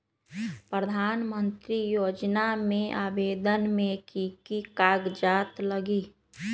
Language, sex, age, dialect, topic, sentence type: Magahi, female, 31-35, Western, banking, question